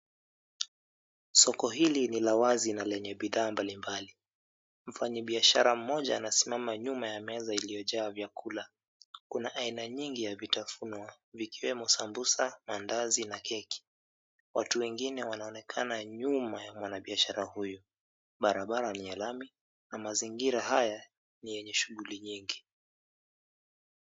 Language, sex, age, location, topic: Swahili, male, 25-35, Mombasa, agriculture